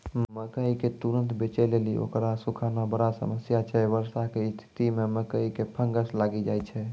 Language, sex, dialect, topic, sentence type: Maithili, male, Angika, agriculture, question